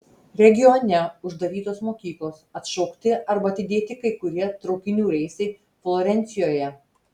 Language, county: Lithuanian, Telšiai